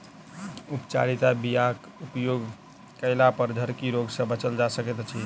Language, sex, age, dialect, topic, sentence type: Maithili, male, 31-35, Southern/Standard, agriculture, statement